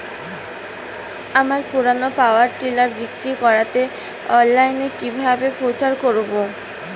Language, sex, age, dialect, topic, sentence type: Bengali, female, 25-30, Rajbangshi, agriculture, question